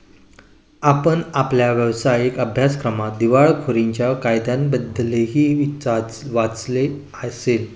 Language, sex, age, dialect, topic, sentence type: Marathi, male, 25-30, Standard Marathi, banking, statement